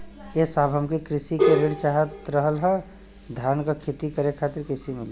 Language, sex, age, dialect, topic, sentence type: Bhojpuri, male, 25-30, Western, banking, question